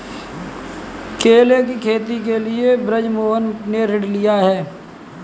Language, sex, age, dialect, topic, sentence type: Hindi, male, 18-24, Kanauji Braj Bhasha, banking, statement